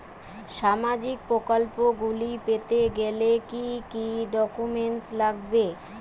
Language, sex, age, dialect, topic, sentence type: Bengali, female, 31-35, Western, banking, question